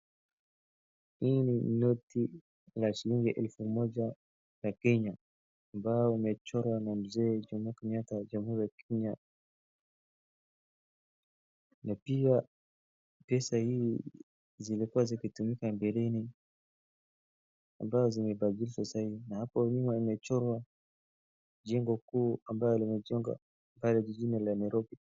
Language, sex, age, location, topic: Swahili, male, 18-24, Wajir, finance